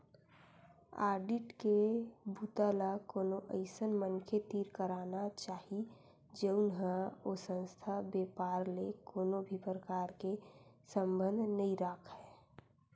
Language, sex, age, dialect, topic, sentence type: Chhattisgarhi, female, 18-24, Western/Budati/Khatahi, banking, statement